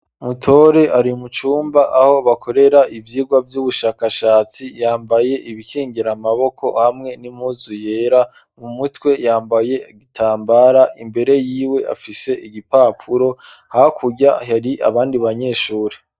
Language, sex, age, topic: Rundi, male, 25-35, education